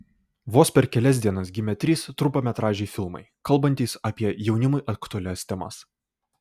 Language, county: Lithuanian, Vilnius